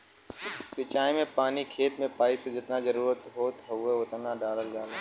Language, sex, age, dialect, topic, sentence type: Bhojpuri, male, 18-24, Western, agriculture, statement